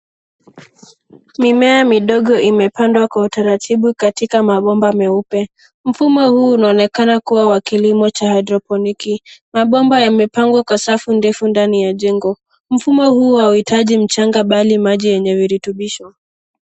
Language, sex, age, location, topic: Swahili, female, 18-24, Nairobi, agriculture